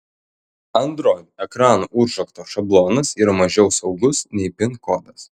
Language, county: Lithuanian, Telšiai